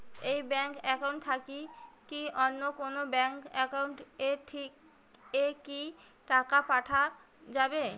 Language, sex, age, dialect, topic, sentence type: Bengali, female, 25-30, Rajbangshi, banking, question